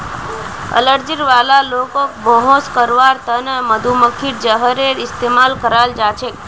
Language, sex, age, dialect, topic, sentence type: Magahi, female, 18-24, Northeastern/Surjapuri, agriculture, statement